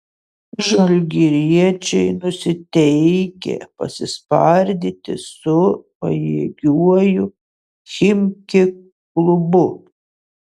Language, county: Lithuanian, Utena